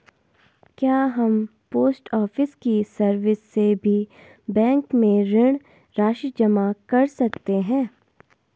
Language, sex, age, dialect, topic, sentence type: Hindi, female, 18-24, Garhwali, banking, question